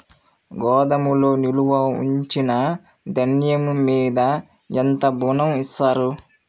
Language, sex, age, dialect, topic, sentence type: Telugu, male, 18-24, Central/Coastal, banking, question